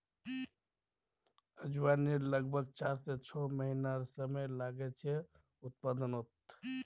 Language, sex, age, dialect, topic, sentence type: Magahi, male, 25-30, Northeastern/Surjapuri, agriculture, statement